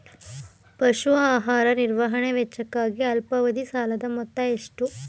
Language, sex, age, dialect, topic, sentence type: Kannada, female, 18-24, Mysore Kannada, agriculture, question